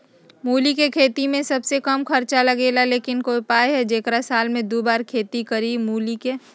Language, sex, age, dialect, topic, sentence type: Magahi, female, 60-100, Western, agriculture, question